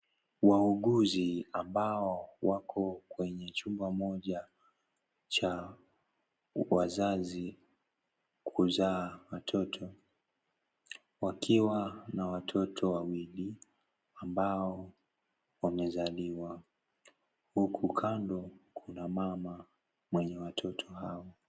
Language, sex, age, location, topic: Swahili, male, 18-24, Kisii, health